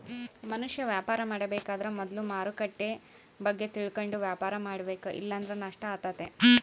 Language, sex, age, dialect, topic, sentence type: Kannada, female, 25-30, Central, banking, statement